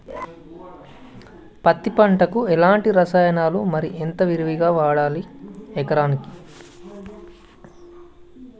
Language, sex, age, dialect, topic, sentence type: Telugu, male, 18-24, Telangana, agriculture, question